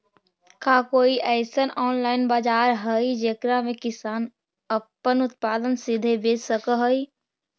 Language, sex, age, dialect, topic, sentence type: Magahi, female, 18-24, Central/Standard, agriculture, statement